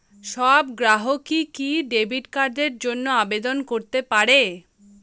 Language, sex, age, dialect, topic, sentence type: Bengali, female, 18-24, Northern/Varendri, banking, question